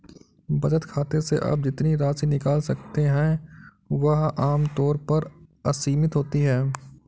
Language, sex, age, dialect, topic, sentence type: Hindi, male, 56-60, Kanauji Braj Bhasha, banking, statement